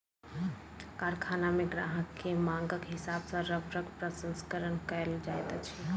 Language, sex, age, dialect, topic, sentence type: Maithili, female, 25-30, Southern/Standard, agriculture, statement